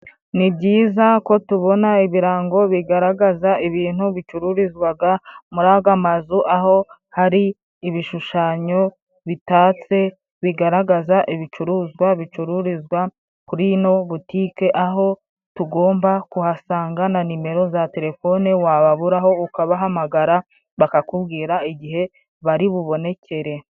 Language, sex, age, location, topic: Kinyarwanda, female, 25-35, Musanze, finance